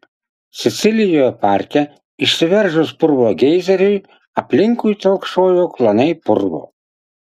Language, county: Lithuanian, Utena